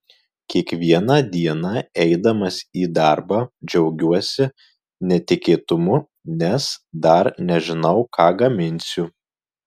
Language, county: Lithuanian, Marijampolė